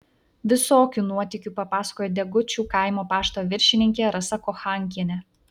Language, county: Lithuanian, Vilnius